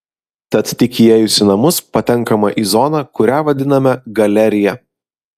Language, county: Lithuanian, Vilnius